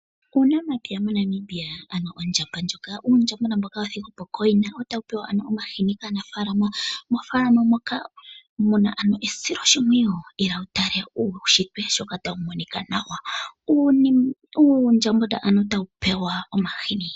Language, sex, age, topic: Oshiwambo, female, 25-35, agriculture